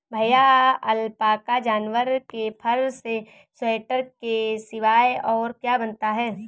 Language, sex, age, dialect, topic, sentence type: Hindi, female, 18-24, Awadhi Bundeli, agriculture, statement